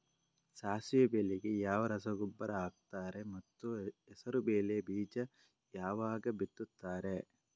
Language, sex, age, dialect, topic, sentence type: Kannada, male, 18-24, Coastal/Dakshin, agriculture, question